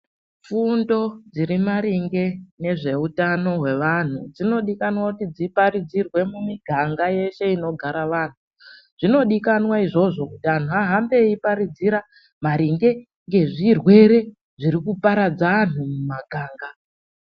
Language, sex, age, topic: Ndau, female, 36-49, health